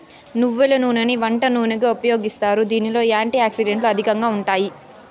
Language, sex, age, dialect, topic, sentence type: Telugu, female, 18-24, Southern, agriculture, statement